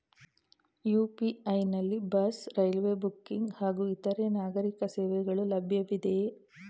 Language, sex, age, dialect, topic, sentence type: Kannada, female, 36-40, Mysore Kannada, banking, question